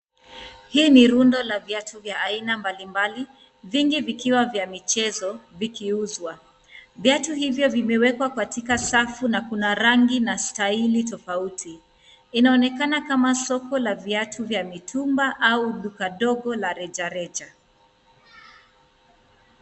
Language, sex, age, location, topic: Swahili, female, 25-35, Nairobi, finance